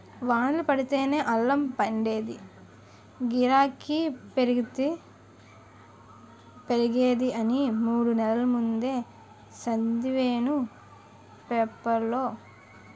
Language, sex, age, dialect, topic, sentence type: Telugu, male, 18-24, Utterandhra, agriculture, statement